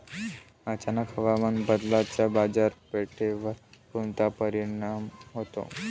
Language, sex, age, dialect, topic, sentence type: Marathi, male, <18, Varhadi, agriculture, question